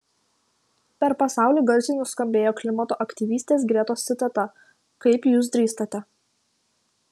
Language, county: Lithuanian, Kaunas